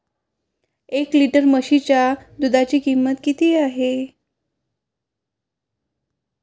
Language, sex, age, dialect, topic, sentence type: Marathi, female, 25-30, Standard Marathi, agriculture, question